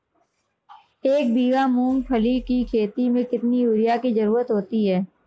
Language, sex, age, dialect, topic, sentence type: Hindi, female, 25-30, Marwari Dhudhari, agriculture, question